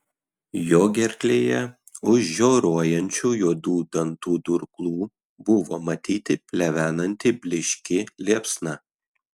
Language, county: Lithuanian, Kaunas